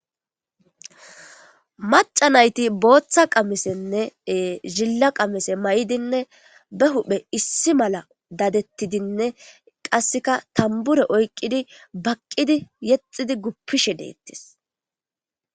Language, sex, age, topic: Gamo, male, 18-24, government